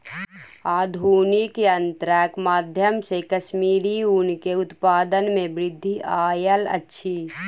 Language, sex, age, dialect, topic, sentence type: Maithili, female, 18-24, Southern/Standard, agriculture, statement